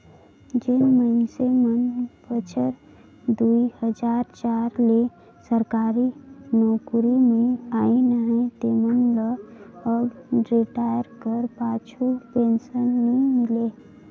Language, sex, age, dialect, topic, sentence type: Chhattisgarhi, female, 56-60, Northern/Bhandar, banking, statement